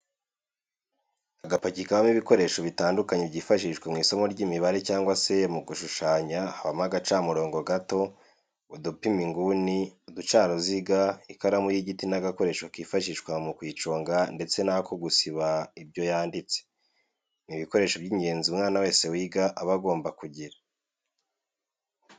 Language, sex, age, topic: Kinyarwanda, male, 18-24, education